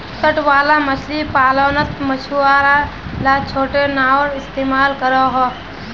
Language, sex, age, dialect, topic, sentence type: Magahi, female, 60-100, Northeastern/Surjapuri, agriculture, statement